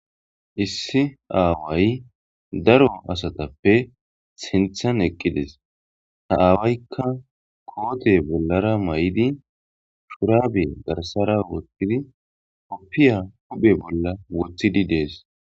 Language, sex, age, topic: Gamo, male, 25-35, agriculture